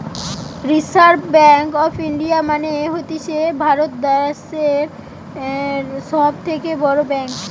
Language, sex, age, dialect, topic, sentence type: Bengali, female, 18-24, Western, banking, statement